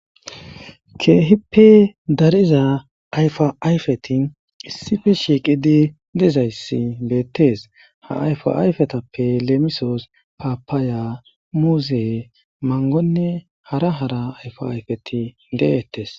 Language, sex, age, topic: Gamo, male, 25-35, agriculture